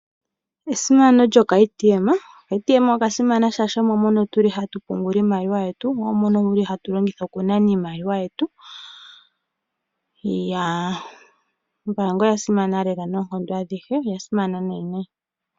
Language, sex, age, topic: Oshiwambo, female, 25-35, finance